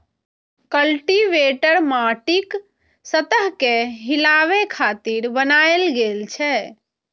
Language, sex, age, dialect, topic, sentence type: Maithili, female, 25-30, Eastern / Thethi, agriculture, statement